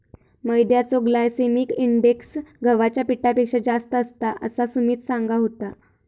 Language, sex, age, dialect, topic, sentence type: Marathi, female, 18-24, Southern Konkan, agriculture, statement